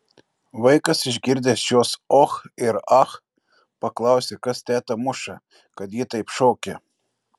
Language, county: Lithuanian, Klaipėda